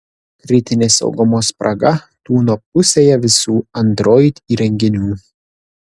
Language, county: Lithuanian, Kaunas